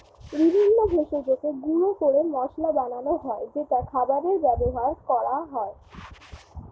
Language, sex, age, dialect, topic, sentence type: Bengali, female, <18, Standard Colloquial, agriculture, statement